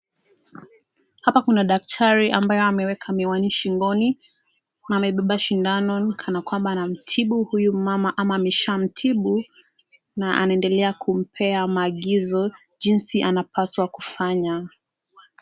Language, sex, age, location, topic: Swahili, female, 18-24, Nakuru, health